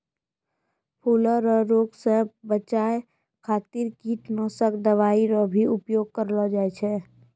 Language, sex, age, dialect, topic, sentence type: Maithili, female, 18-24, Angika, agriculture, statement